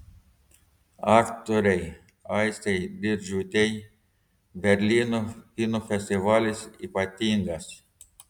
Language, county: Lithuanian, Telšiai